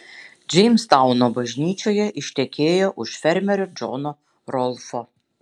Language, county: Lithuanian, Šiauliai